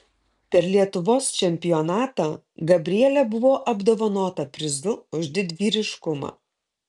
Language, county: Lithuanian, Kaunas